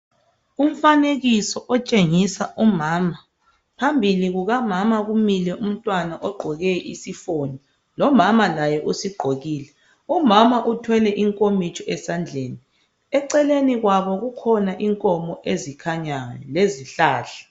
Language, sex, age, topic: North Ndebele, female, 25-35, health